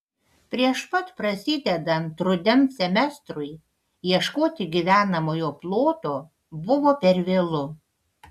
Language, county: Lithuanian, Panevėžys